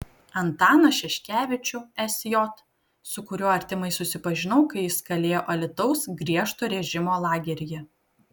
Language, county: Lithuanian, Kaunas